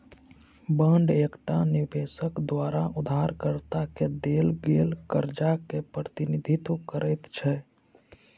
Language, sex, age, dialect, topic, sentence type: Maithili, male, 18-24, Bajjika, banking, statement